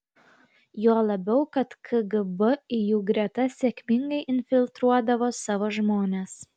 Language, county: Lithuanian, Kaunas